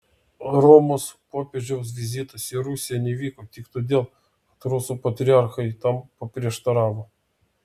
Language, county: Lithuanian, Vilnius